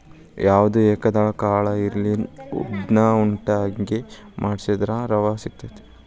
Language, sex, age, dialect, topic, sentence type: Kannada, male, 18-24, Dharwad Kannada, agriculture, statement